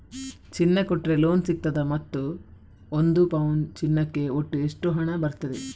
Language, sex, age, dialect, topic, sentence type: Kannada, female, 18-24, Coastal/Dakshin, banking, question